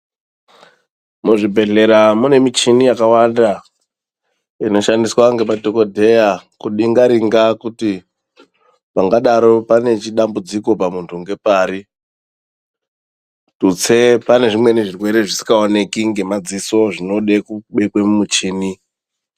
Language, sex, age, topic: Ndau, male, 25-35, health